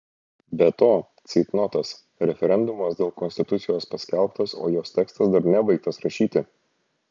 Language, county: Lithuanian, Šiauliai